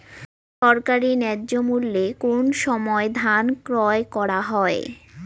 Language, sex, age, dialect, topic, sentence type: Bengali, female, 18-24, Rajbangshi, agriculture, question